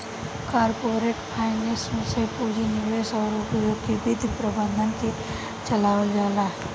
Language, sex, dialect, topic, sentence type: Bhojpuri, female, Southern / Standard, banking, statement